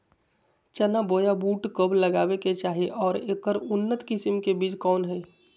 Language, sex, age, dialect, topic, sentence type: Magahi, male, 25-30, Southern, agriculture, question